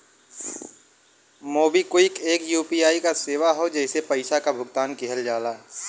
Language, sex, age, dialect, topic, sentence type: Bhojpuri, male, 18-24, Western, banking, statement